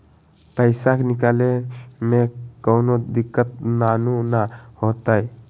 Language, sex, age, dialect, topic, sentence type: Magahi, male, 18-24, Western, banking, question